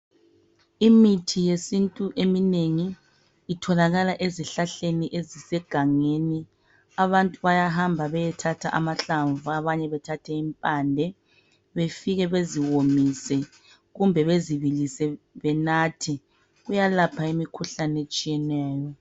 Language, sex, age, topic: North Ndebele, female, 25-35, health